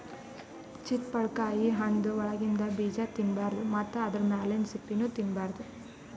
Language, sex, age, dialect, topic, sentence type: Kannada, female, 18-24, Northeastern, agriculture, statement